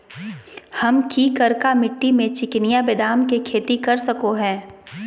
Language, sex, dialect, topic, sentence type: Magahi, female, Southern, agriculture, question